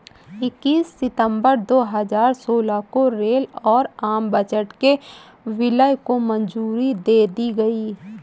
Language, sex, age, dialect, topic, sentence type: Hindi, female, 25-30, Awadhi Bundeli, banking, statement